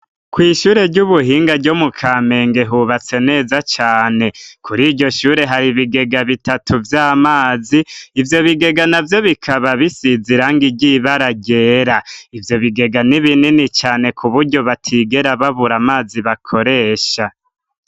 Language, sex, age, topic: Rundi, male, 25-35, education